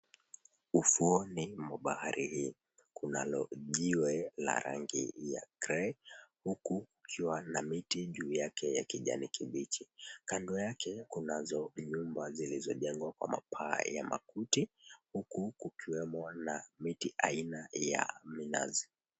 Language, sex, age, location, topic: Swahili, male, 25-35, Mombasa, government